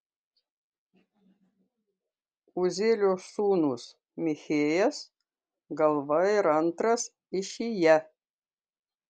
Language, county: Lithuanian, Kaunas